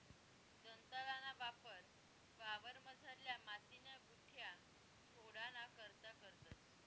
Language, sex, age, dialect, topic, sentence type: Marathi, female, 18-24, Northern Konkan, agriculture, statement